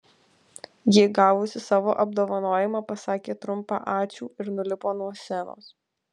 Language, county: Lithuanian, Alytus